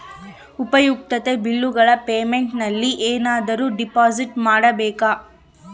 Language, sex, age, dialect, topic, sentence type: Kannada, female, 18-24, Central, banking, question